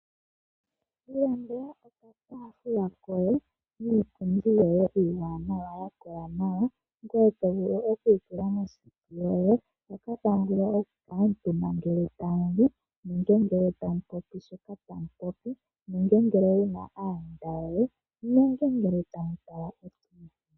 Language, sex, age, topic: Oshiwambo, female, 18-24, finance